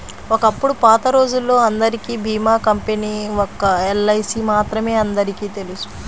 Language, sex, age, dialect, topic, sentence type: Telugu, female, 25-30, Central/Coastal, banking, statement